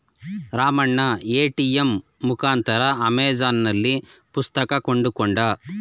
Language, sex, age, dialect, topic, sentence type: Kannada, male, 36-40, Mysore Kannada, banking, statement